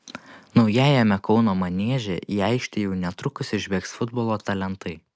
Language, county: Lithuanian, Panevėžys